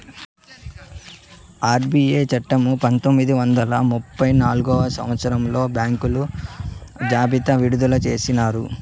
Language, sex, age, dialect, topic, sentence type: Telugu, male, 18-24, Southern, banking, statement